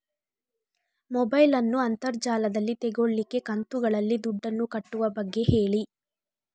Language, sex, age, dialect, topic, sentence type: Kannada, female, 36-40, Coastal/Dakshin, banking, question